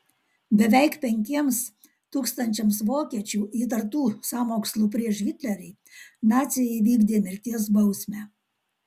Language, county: Lithuanian, Alytus